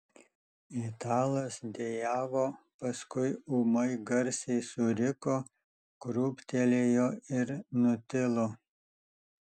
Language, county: Lithuanian, Alytus